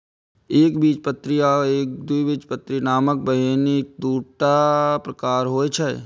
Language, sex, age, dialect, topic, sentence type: Maithili, male, 18-24, Eastern / Thethi, agriculture, statement